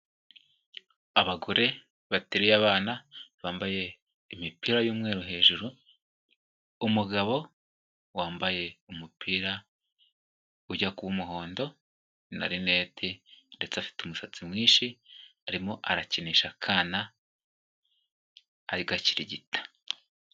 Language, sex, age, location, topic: Kinyarwanda, male, 18-24, Kigali, health